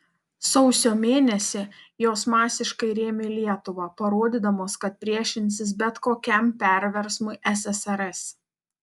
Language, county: Lithuanian, Panevėžys